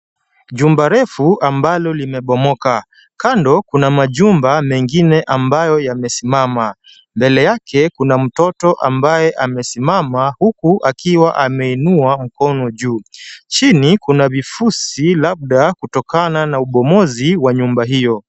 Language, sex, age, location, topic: Swahili, male, 25-35, Kisumu, health